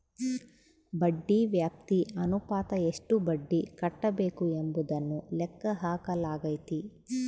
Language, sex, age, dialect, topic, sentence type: Kannada, female, 31-35, Central, banking, statement